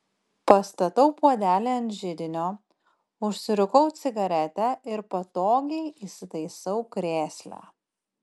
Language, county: Lithuanian, Panevėžys